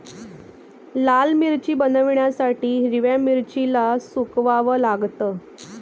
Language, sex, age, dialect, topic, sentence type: Marathi, female, 25-30, Northern Konkan, agriculture, statement